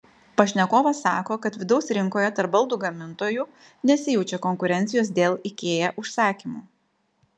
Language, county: Lithuanian, Vilnius